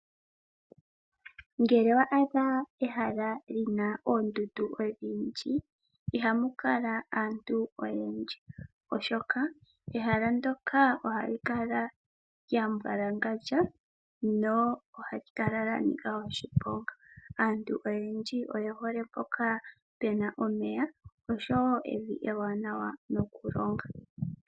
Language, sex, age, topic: Oshiwambo, female, 25-35, agriculture